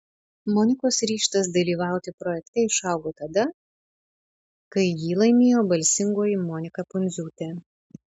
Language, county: Lithuanian, Panevėžys